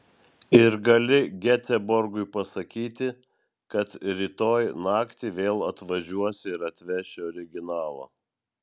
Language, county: Lithuanian, Vilnius